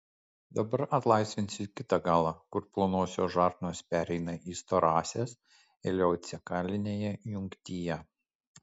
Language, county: Lithuanian, Kaunas